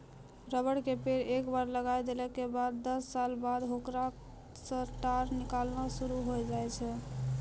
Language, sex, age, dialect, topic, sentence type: Maithili, female, 25-30, Angika, agriculture, statement